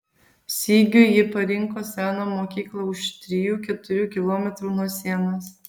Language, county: Lithuanian, Vilnius